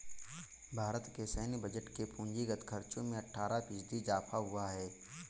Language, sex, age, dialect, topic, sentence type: Hindi, male, 18-24, Kanauji Braj Bhasha, banking, statement